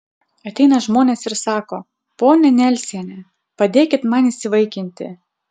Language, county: Lithuanian, Utena